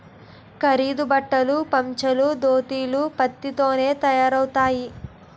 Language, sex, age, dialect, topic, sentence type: Telugu, female, 60-100, Utterandhra, agriculture, statement